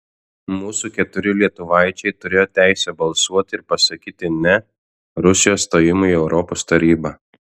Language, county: Lithuanian, Alytus